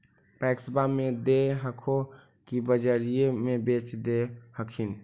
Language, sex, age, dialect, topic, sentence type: Magahi, male, 18-24, Central/Standard, agriculture, question